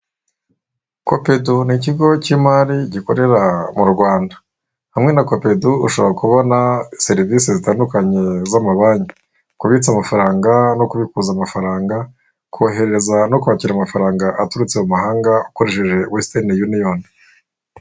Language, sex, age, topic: Kinyarwanda, male, 25-35, finance